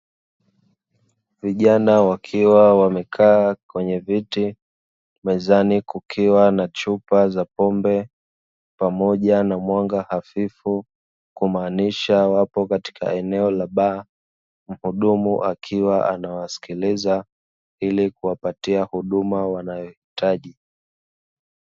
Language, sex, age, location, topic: Swahili, male, 25-35, Dar es Salaam, finance